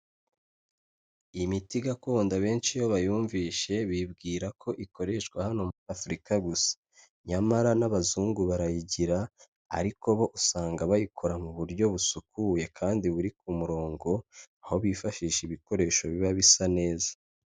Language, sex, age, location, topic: Kinyarwanda, male, 25-35, Kigali, health